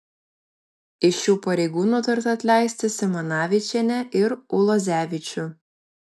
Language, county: Lithuanian, Vilnius